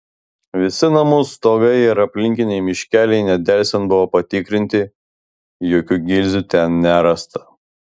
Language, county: Lithuanian, Vilnius